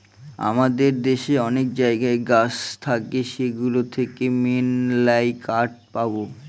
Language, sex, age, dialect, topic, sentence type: Bengali, male, 18-24, Northern/Varendri, agriculture, statement